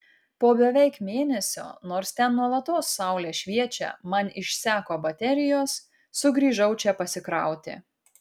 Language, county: Lithuanian, Kaunas